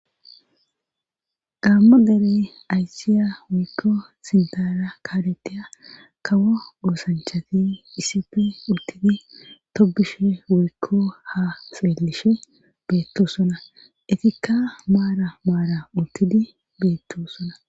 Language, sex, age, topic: Gamo, female, 25-35, government